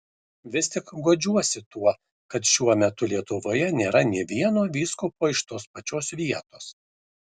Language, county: Lithuanian, Šiauliai